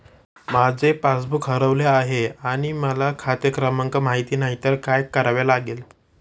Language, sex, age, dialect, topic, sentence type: Marathi, male, 18-24, Standard Marathi, banking, question